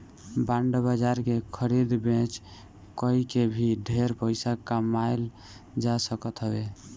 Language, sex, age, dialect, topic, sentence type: Bhojpuri, male, 18-24, Northern, banking, statement